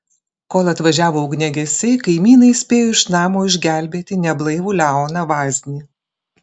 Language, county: Lithuanian, Klaipėda